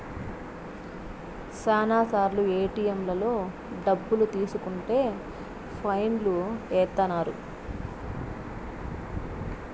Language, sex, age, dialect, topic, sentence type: Telugu, female, 31-35, Southern, banking, statement